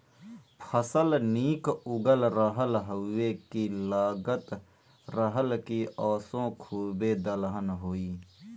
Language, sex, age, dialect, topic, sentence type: Bhojpuri, male, 25-30, Western, agriculture, statement